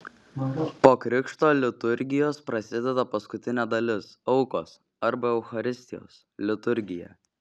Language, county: Lithuanian, Šiauliai